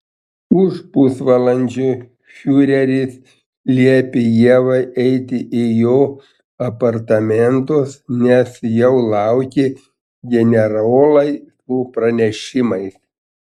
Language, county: Lithuanian, Panevėžys